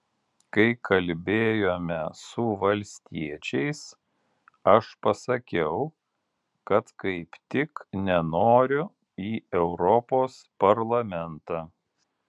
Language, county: Lithuanian, Alytus